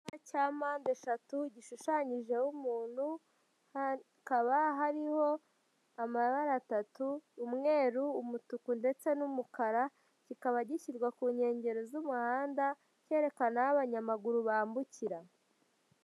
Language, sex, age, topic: Kinyarwanda, male, 18-24, government